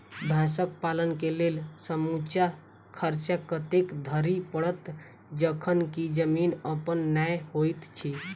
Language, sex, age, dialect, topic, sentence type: Maithili, female, 18-24, Southern/Standard, agriculture, question